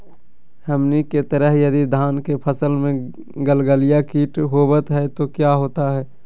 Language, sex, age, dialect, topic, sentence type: Magahi, male, 18-24, Southern, agriculture, question